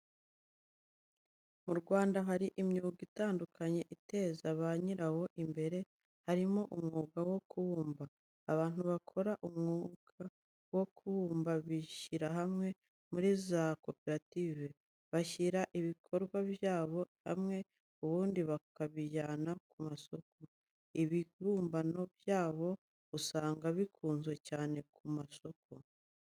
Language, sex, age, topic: Kinyarwanda, female, 25-35, education